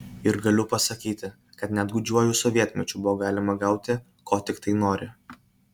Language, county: Lithuanian, Kaunas